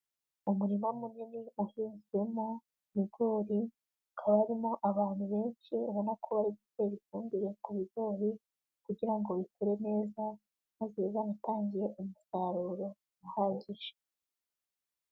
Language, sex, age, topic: Kinyarwanda, female, 18-24, agriculture